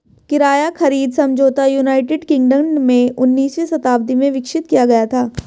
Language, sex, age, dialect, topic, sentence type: Hindi, female, 18-24, Marwari Dhudhari, banking, statement